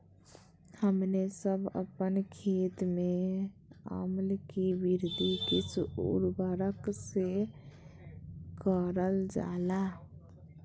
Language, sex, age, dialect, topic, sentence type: Magahi, female, 25-30, Southern, agriculture, question